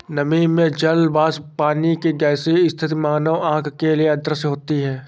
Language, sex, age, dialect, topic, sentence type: Hindi, male, 46-50, Awadhi Bundeli, agriculture, statement